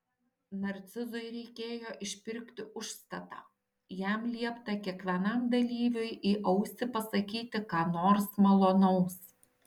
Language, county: Lithuanian, Šiauliai